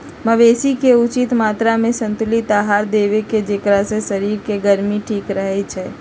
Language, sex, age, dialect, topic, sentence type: Magahi, female, 41-45, Western, agriculture, statement